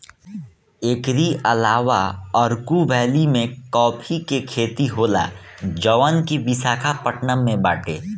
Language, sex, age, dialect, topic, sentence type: Bhojpuri, male, 18-24, Northern, agriculture, statement